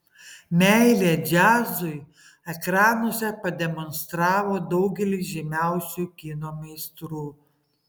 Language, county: Lithuanian, Panevėžys